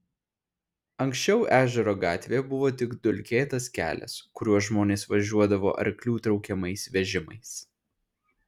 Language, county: Lithuanian, Šiauliai